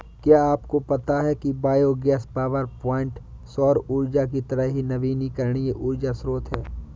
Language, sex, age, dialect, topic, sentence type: Hindi, male, 18-24, Awadhi Bundeli, agriculture, statement